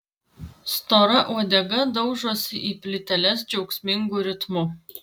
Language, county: Lithuanian, Vilnius